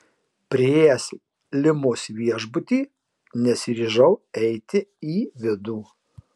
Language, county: Lithuanian, Marijampolė